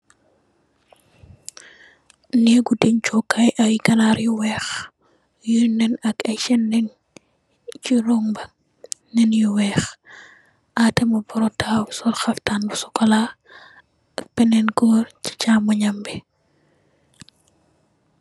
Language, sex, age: Wolof, female, 18-24